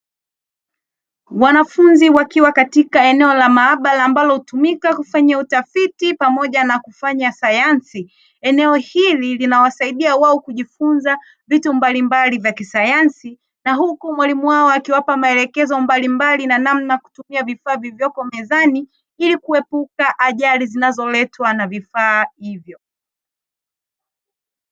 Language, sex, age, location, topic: Swahili, female, 36-49, Dar es Salaam, education